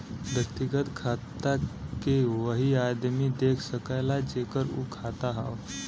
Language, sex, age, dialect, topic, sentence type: Bhojpuri, female, 18-24, Western, banking, statement